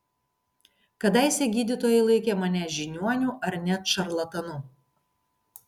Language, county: Lithuanian, Kaunas